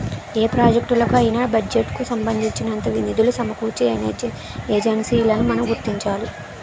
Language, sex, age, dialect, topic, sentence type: Telugu, female, 18-24, Utterandhra, banking, statement